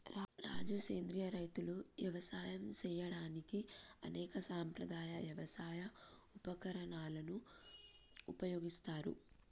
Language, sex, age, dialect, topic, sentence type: Telugu, female, 18-24, Telangana, agriculture, statement